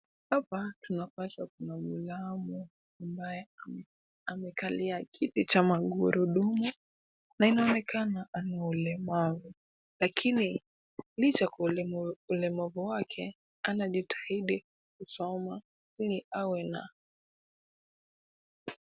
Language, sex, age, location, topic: Swahili, female, 18-24, Kisumu, education